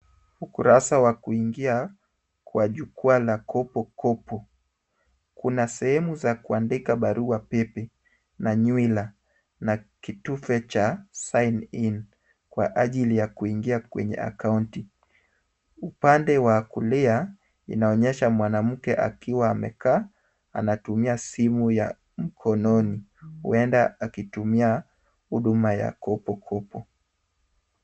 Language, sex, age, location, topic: Swahili, male, 25-35, Kisumu, finance